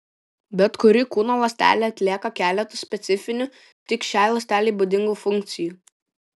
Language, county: Lithuanian, Šiauliai